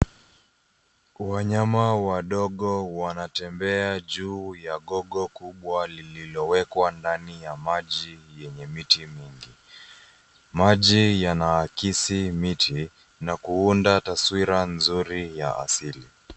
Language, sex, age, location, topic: Swahili, male, 25-35, Nairobi, government